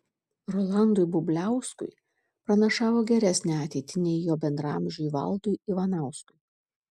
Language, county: Lithuanian, Šiauliai